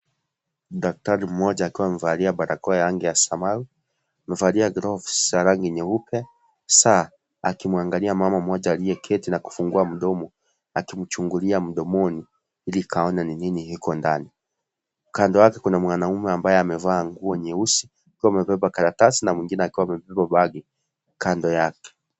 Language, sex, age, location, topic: Swahili, male, 25-35, Kisii, health